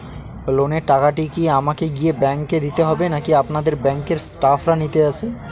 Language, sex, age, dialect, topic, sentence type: Bengali, male, 18-24, Northern/Varendri, banking, question